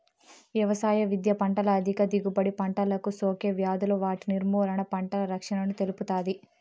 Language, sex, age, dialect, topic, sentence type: Telugu, female, 18-24, Southern, agriculture, statement